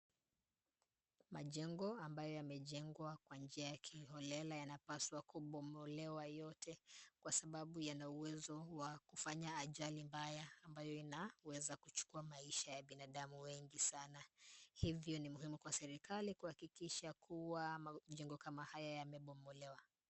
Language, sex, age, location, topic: Swahili, female, 25-35, Kisumu, health